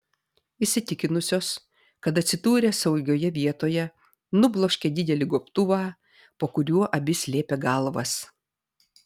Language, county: Lithuanian, Vilnius